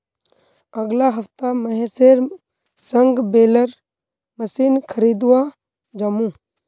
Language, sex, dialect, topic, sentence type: Magahi, female, Northeastern/Surjapuri, agriculture, statement